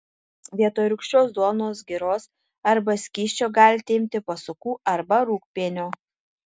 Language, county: Lithuanian, Tauragė